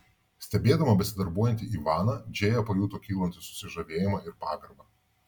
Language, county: Lithuanian, Vilnius